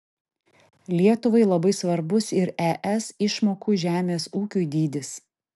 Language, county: Lithuanian, Vilnius